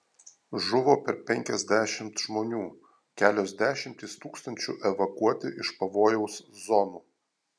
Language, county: Lithuanian, Alytus